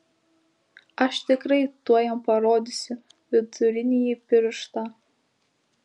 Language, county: Lithuanian, Klaipėda